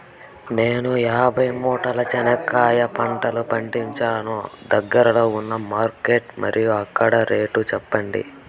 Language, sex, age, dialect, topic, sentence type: Telugu, male, 18-24, Southern, agriculture, question